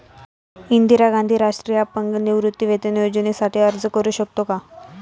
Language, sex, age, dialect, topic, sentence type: Marathi, female, 18-24, Standard Marathi, banking, question